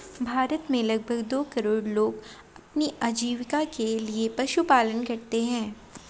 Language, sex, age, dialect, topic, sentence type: Hindi, female, 60-100, Awadhi Bundeli, agriculture, statement